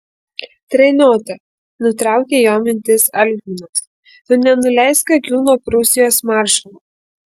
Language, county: Lithuanian, Kaunas